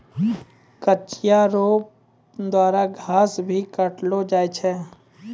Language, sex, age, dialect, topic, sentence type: Maithili, male, 18-24, Angika, agriculture, statement